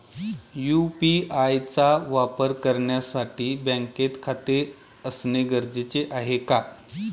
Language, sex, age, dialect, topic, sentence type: Marathi, male, 41-45, Standard Marathi, banking, question